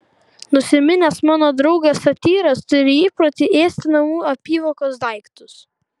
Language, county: Lithuanian, Kaunas